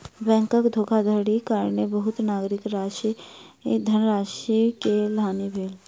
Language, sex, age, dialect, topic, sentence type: Maithili, female, 51-55, Southern/Standard, banking, statement